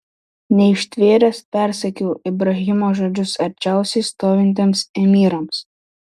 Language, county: Lithuanian, Šiauliai